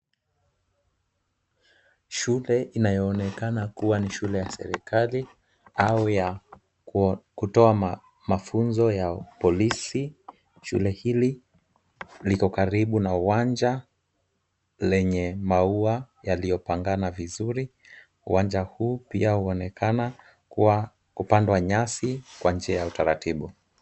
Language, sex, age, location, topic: Swahili, male, 25-35, Kisumu, education